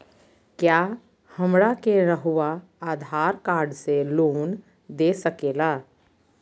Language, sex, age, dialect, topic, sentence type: Magahi, female, 51-55, Southern, banking, question